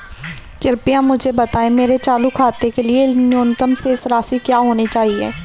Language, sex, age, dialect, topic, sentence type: Hindi, male, 25-30, Marwari Dhudhari, banking, statement